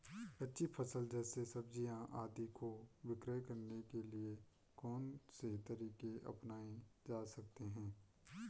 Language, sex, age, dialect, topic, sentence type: Hindi, male, 25-30, Garhwali, agriculture, question